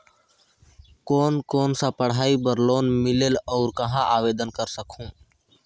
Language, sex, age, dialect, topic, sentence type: Chhattisgarhi, male, 18-24, Northern/Bhandar, banking, question